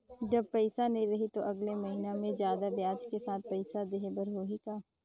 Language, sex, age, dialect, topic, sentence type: Chhattisgarhi, female, 56-60, Northern/Bhandar, banking, question